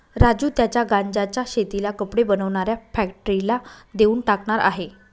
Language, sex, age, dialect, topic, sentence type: Marathi, female, 25-30, Northern Konkan, agriculture, statement